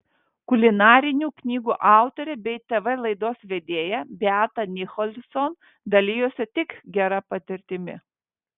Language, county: Lithuanian, Vilnius